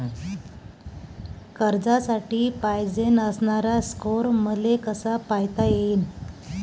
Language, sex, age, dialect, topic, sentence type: Marathi, male, 18-24, Varhadi, banking, question